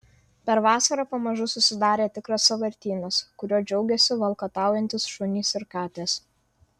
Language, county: Lithuanian, Vilnius